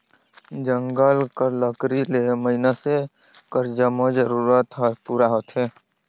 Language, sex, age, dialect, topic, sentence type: Chhattisgarhi, male, 18-24, Northern/Bhandar, agriculture, statement